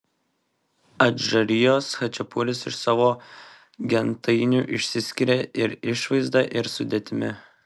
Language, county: Lithuanian, Vilnius